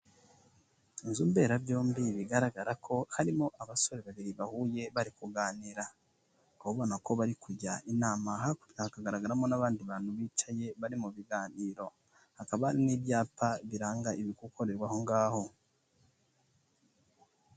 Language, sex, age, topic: Kinyarwanda, male, 25-35, health